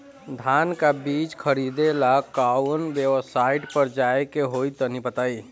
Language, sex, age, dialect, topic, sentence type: Bhojpuri, female, 25-30, Northern, agriculture, question